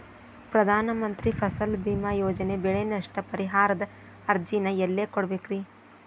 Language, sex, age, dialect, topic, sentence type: Kannada, female, 25-30, Dharwad Kannada, banking, question